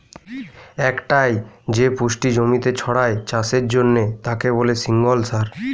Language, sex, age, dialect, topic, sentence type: Bengali, male, 18-24, Western, agriculture, statement